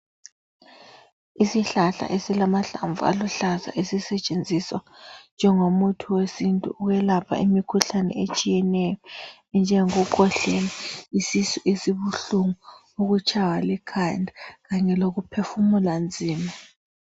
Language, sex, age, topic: North Ndebele, female, 25-35, health